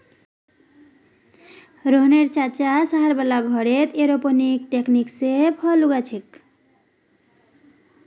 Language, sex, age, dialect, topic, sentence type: Magahi, female, 41-45, Northeastern/Surjapuri, agriculture, statement